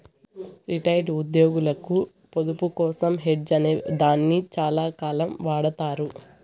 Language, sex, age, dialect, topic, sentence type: Telugu, male, 25-30, Southern, banking, statement